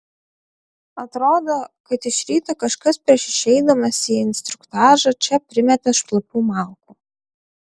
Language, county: Lithuanian, Klaipėda